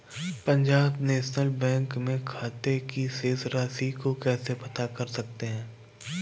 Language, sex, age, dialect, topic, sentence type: Hindi, male, 18-24, Awadhi Bundeli, banking, question